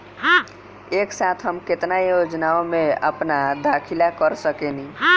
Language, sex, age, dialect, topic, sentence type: Bhojpuri, male, <18, Northern, banking, question